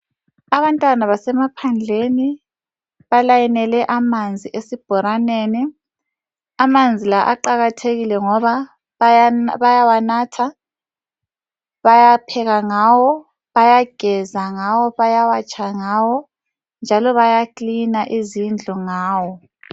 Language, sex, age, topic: North Ndebele, female, 25-35, health